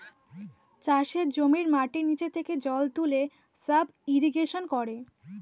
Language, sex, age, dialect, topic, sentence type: Bengali, female, <18, Standard Colloquial, agriculture, statement